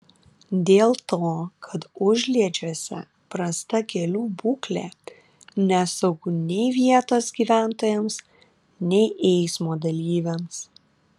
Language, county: Lithuanian, Vilnius